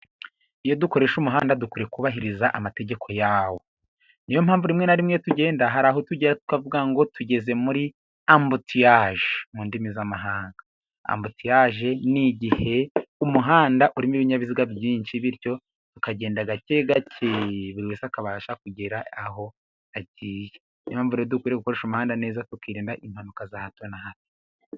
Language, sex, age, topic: Kinyarwanda, male, 18-24, government